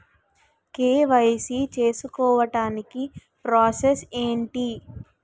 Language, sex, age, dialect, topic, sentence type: Telugu, female, 18-24, Utterandhra, banking, question